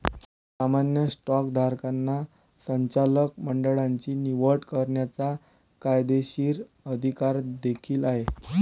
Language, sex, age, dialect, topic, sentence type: Marathi, male, 18-24, Varhadi, banking, statement